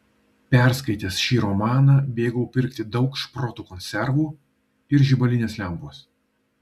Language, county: Lithuanian, Vilnius